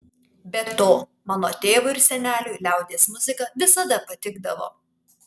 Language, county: Lithuanian, Kaunas